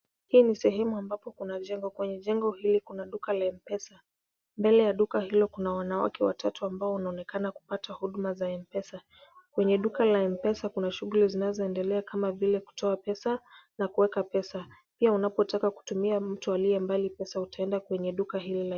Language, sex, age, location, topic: Swahili, female, 25-35, Kisumu, finance